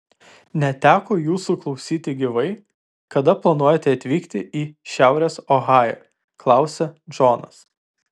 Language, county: Lithuanian, Vilnius